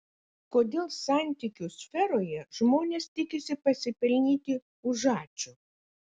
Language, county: Lithuanian, Kaunas